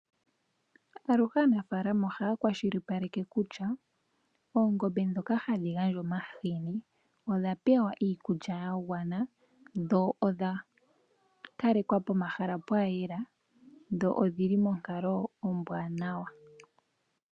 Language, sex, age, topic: Oshiwambo, female, 18-24, agriculture